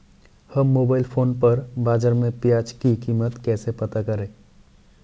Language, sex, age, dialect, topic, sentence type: Hindi, male, 18-24, Marwari Dhudhari, agriculture, question